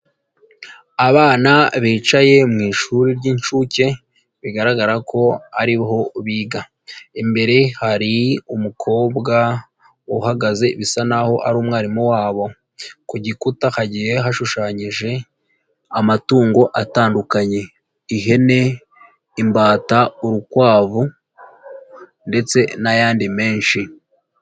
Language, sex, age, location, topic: Kinyarwanda, male, 25-35, Nyagatare, finance